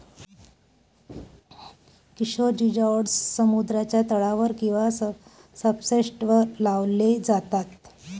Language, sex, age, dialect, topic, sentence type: Marathi, male, 18-24, Varhadi, agriculture, statement